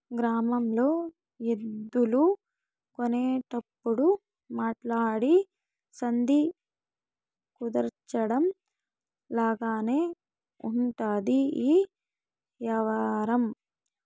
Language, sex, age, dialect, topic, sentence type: Telugu, female, 18-24, Southern, banking, statement